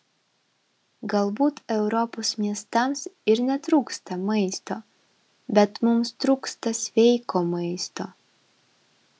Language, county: Lithuanian, Vilnius